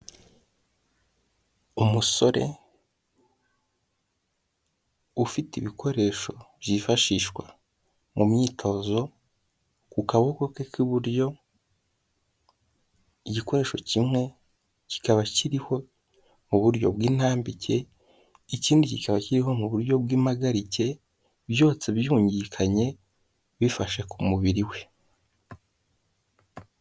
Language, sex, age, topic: Kinyarwanda, male, 18-24, health